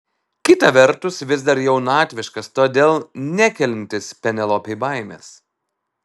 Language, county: Lithuanian, Alytus